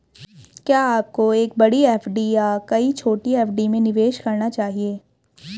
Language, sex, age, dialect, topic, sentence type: Hindi, female, 18-24, Hindustani Malvi Khadi Boli, banking, question